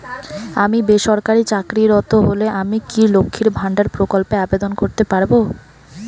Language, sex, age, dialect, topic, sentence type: Bengali, female, 18-24, Rajbangshi, banking, question